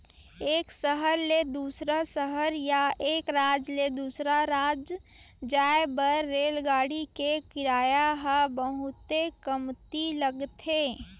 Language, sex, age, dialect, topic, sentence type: Chhattisgarhi, female, 18-24, Western/Budati/Khatahi, banking, statement